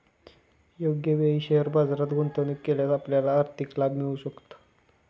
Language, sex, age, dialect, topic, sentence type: Marathi, male, 18-24, Standard Marathi, banking, statement